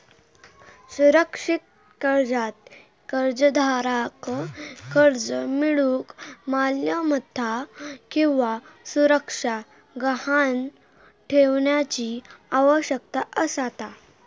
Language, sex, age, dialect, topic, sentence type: Marathi, female, 18-24, Southern Konkan, banking, statement